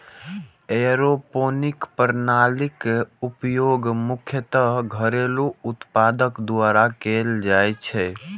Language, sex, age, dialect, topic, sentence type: Maithili, male, 18-24, Eastern / Thethi, agriculture, statement